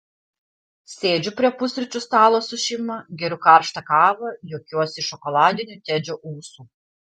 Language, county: Lithuanian, Panevėžys